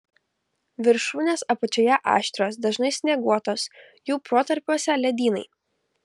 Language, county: Lithuanian, Kaunas